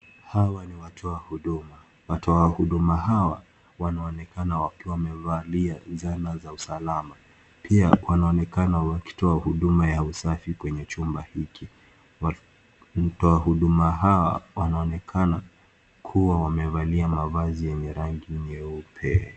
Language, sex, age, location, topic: Swahili, male, 18-24, Kisii, health